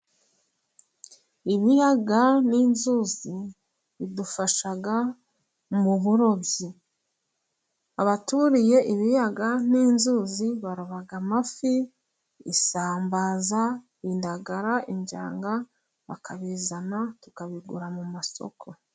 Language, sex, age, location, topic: Kinyarwanda, female, 36-49, Musanze, agriculture